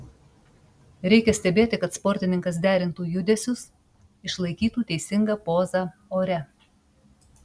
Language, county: Lithuanian, Panevėžys